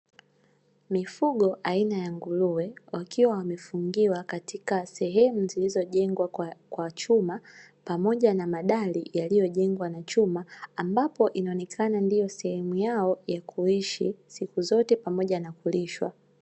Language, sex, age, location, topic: Swahili, female, 18-24, Dar es Salaam, agriculture